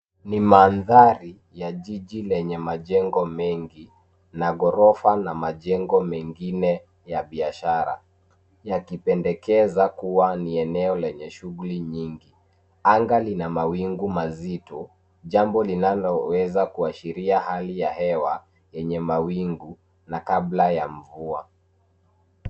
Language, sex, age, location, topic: Swahili, male, 25-35, Nairobi, finance